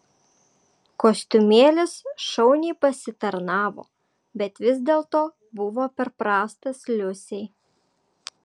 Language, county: Lithuanian, Vilnius